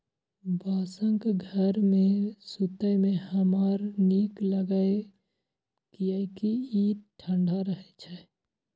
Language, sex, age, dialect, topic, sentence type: Maithili, male, 18-24, Eastern / Thethi, agriculture, statement